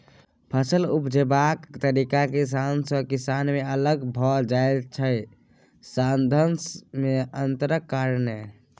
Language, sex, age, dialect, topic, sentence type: Maithili, male, 31-35, Bajjika, agriculture, statement